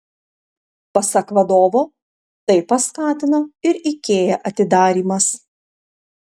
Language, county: Lithuanian, Panevėžys